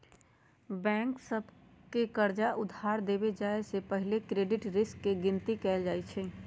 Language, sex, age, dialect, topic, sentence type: Magahi, female, 60-100, Western, banking, statement